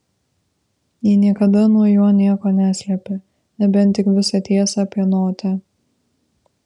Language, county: Lithuanian, Vilnius